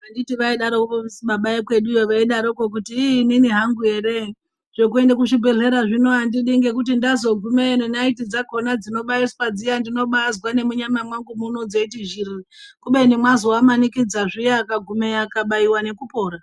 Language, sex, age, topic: Ndau, female, 25-35, health